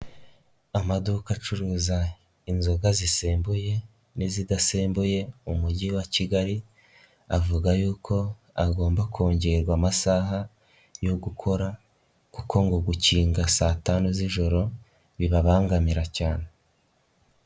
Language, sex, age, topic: Kinyarwanda, male, 18-24, finance